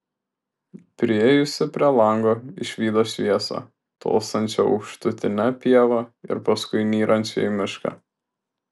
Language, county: Lithuanian, Šiauliai